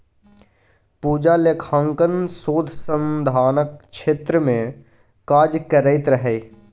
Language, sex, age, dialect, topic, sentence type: Maithili, male, 25-30, Bajjika, banking, statement